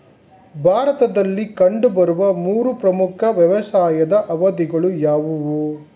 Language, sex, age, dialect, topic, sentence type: Kannada, male, 51-55, Mysore Kannada, agriculture, question